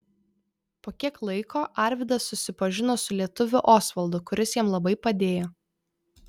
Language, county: Lithuanian, Vilnius